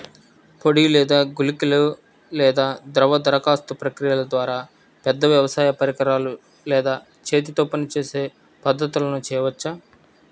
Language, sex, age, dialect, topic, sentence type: Telugu, male, 25-30, Central/Coastal, agriculture, question